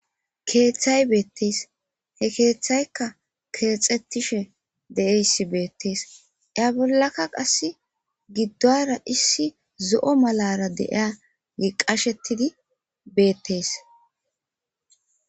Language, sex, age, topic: Gamo, female, 25-35, government